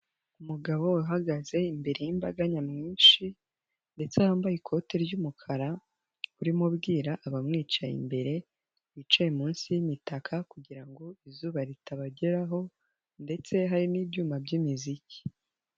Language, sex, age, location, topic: Kinyarwanda, female, 18-24, Nyagatare, government